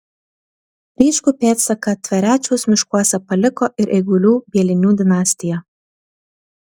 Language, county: Lithuanian, Vilnius